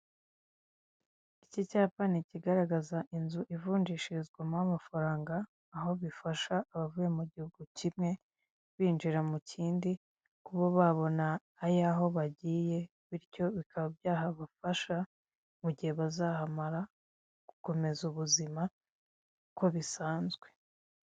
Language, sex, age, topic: Kinyarwanda, female, 25-35, finance